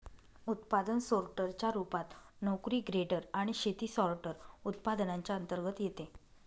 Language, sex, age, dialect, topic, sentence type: Marathi, female, 25-30, Northern Konkan, agriculture, statement